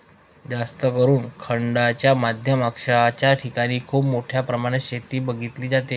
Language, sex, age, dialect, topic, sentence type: Marathi, male, 18-24, Northern Konkan, agriculture, statement